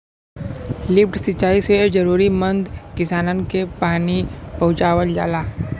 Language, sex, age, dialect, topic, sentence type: Bhojpuri, male, 25-30, Western, agriculture, statement